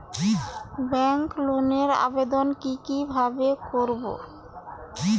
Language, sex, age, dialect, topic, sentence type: Bengali, female, 31-35, Rajbangshi, banking, question